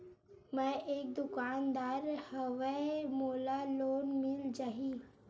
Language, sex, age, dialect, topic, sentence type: Chhattisgarhi, female, 18-24, Western/Budati/Khatahi, banking, question